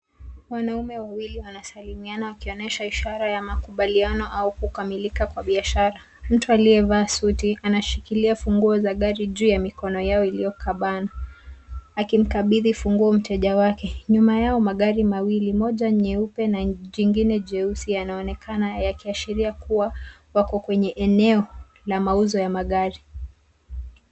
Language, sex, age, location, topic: Swahili, female, 25-35, Nairobi, finance